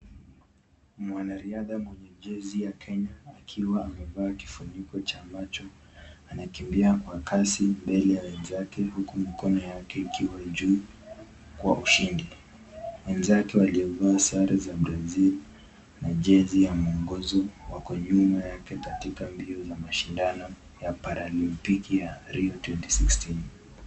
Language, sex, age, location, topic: Swahili, male, 18-24, Nakuru, education